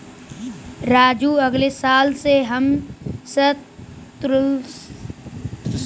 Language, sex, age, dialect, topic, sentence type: Hindi, male, 25-30, Kanauji Braj Bhasha, agriculture, statement